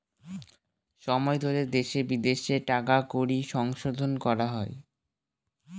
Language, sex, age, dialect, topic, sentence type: Bengali, male, <18, Northern/Varendri, banking, statement